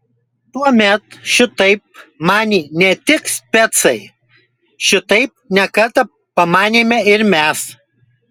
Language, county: Lithuanian, Kaunas